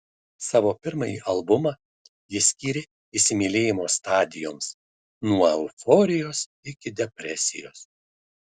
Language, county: Lithuanian, Šiauliai